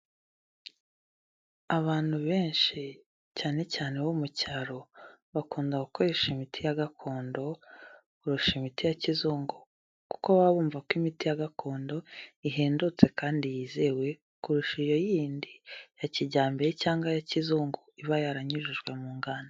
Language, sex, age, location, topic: Kinyarwanda, female, 18-24, Kigali, health